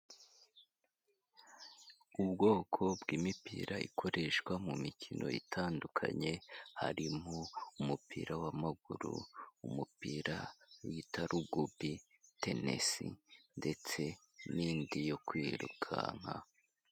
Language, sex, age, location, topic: Kinyarwanda, male, 18-24, Huye, health